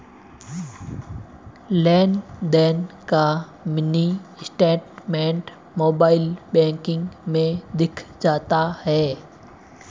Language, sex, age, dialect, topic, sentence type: Hindi, male, 18-24, Marwari Dhudhari, banking, statement